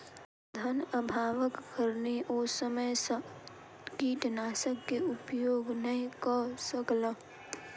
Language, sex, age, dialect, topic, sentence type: Maithili, female, 41-45, Southern/Standard, agriculture, statement